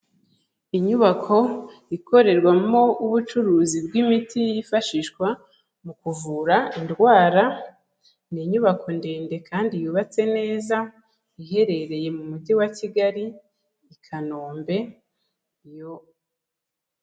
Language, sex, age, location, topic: Kinyarwanda, female, 25-35, Kigali, health